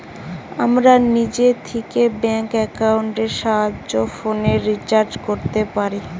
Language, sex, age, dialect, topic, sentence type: Bengali, female, 18-24, Western, banking, statement